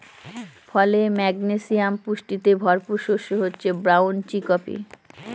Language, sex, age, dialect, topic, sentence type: Bengali, female, 18-24, Northern/Varendri, agriculture, statement